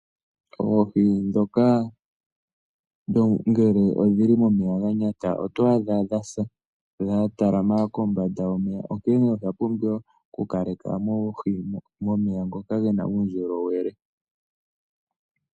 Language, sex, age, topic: Oshiwambo, male, 18-24, agriculture